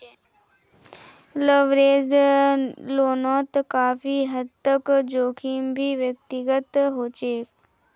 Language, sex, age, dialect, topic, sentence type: Magahi, female, 25-30, Northeastern/Surjapuri, banking, statement